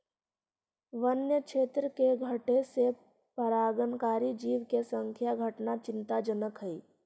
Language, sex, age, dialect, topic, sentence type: Magahi, female, 18-24, Central/Standard, banking, statement